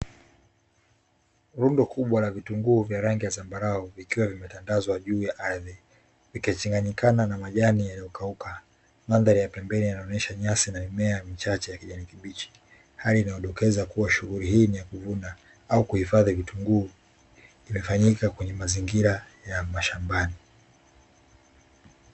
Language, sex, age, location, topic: Swahili, male, 25-35, Dar es Salaam, agriculture